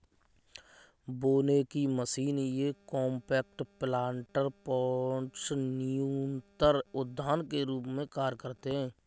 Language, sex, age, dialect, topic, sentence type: Hindi, male, 25-30, Kanauji Braj Bhasha, agriculture, statement